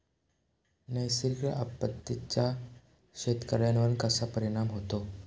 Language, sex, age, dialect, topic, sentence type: Marathi, male, <18, Standard Marathi, agriculture, question